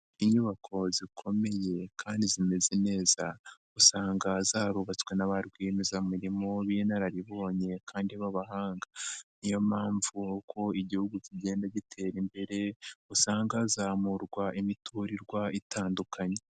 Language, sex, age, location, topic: Kinyarwanda, male, 50+, Nyagatare, education